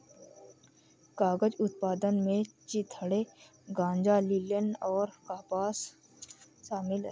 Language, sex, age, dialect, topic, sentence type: Hindi, female, 60-100, Kanauji Braj Bhasha, agriculture, statement